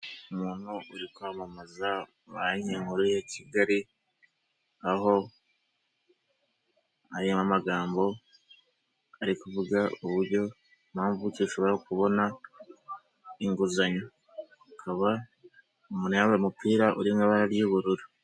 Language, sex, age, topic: Kinyarwanda, male, 25-35, finance